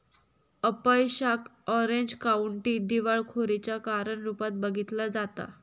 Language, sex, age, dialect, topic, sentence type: Marathi, female, 51-55, Southern Konkan, banking, statement